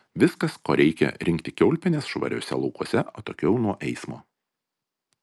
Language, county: Lithuanian, Vilnius